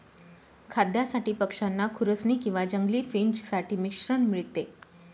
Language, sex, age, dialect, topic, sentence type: Marathi, female, 25-30, Northern Konkan, agriculture, statement